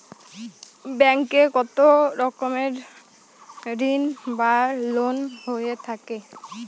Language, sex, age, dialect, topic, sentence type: Bengali, female, <18, Rajbangshi, banking, question